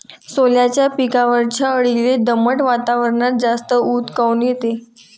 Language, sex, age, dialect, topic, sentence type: Marathi, female, 18-24, Varhadi, agriculture, question